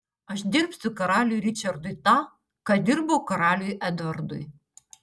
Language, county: Lithuanian, Utena